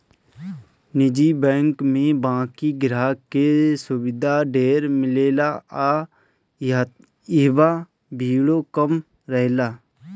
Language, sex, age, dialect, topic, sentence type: Bhojpuri, male, 18-24, Northern, banking, statement